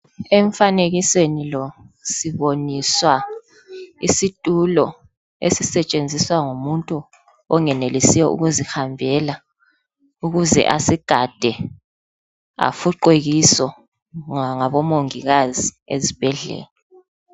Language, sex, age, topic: North Ndebele, female, 25-35, health